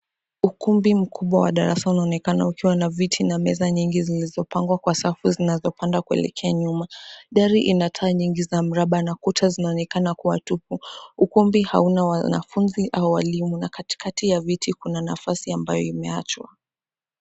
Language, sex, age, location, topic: Swahili, female, 18-24, Nairobi, education